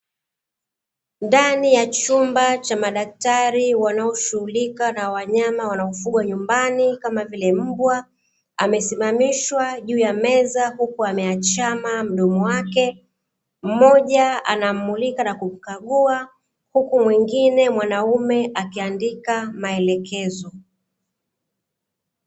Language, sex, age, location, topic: Swahili, female, 36-49, Dar es Salaam, agriculture